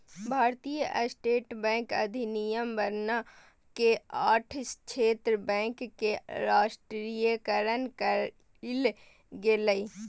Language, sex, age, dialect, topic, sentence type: Magahi, female, 18-24, Southern, banking, statement